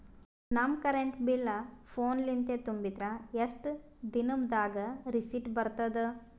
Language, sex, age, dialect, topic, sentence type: Kannada, female, 18-24, Northeastern, banking, question